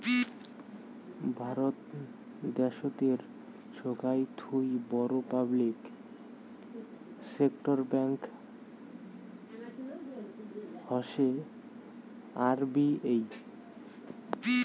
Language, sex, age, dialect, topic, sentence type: Bengali, male, 18-24, Rajbangshi, banking, statement